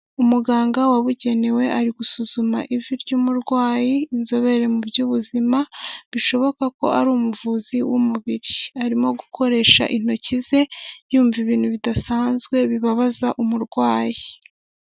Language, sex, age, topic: Kinyarwanda, female, 18-24, health